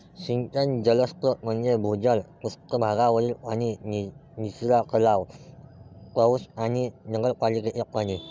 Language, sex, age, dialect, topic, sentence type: Marathi, male, 18-24, Varhadi, agriculture, statement